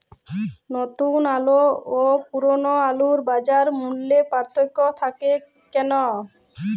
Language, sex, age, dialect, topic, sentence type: Bengali, female, 31-35, Jharkhandi, agriculture, question